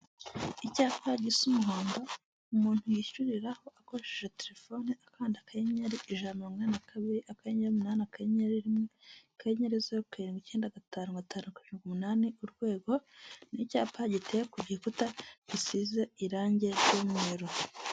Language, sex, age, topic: Kinyarwanda, female, 25-35, finance